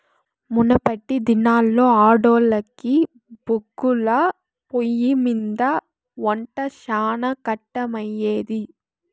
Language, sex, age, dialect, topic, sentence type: Telugu, female, 25-30, Southern, agriculture, statement